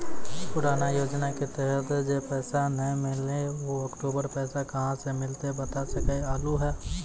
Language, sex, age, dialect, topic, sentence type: Maithili, male, 18-24, Angika, banking, question